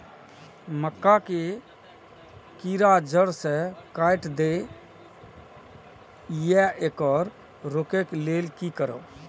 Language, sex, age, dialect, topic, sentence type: Maithili, male, 46-50, Eastern / Thethi, agriculture, question